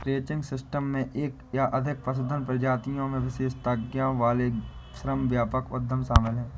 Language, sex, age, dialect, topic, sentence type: Hindi, male, 18-24, Awadhi Bundeli, agriculture, statement